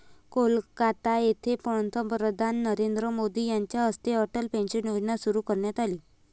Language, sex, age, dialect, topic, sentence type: Marathi, female, 25-30, Varhadi, banking, statement